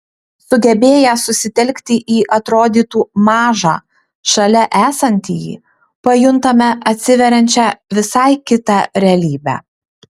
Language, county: Lithuanian, Utena